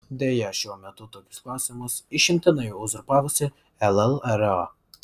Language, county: Lithuanian, Vilnius